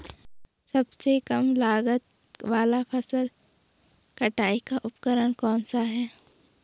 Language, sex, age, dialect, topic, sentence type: Hindi, female, 18-24, Garhwali, agriculture, question